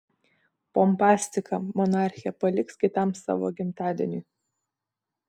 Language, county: Lithuanian, Vilnius